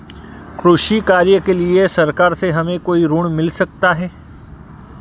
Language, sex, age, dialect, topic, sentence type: Hindi, male, 41-45, Marwari Dhudhari, banking, question